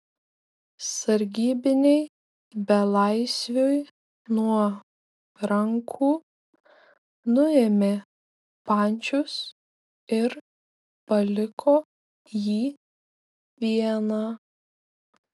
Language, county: Lithuanian, Šiauliai